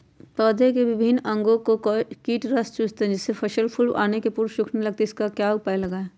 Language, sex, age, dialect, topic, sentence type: Magahi, female, 46-50, Western, agriculture, question